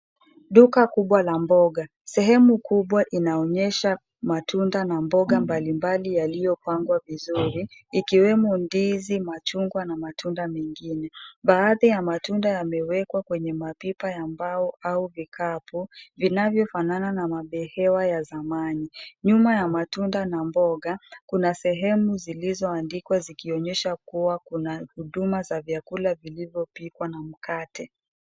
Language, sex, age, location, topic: Swahili, female, 25-35, Nairobi, finance